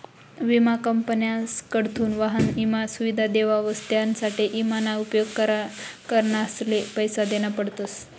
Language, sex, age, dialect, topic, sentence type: Marathi, female, 25-30, Northern Konkan, banking, statement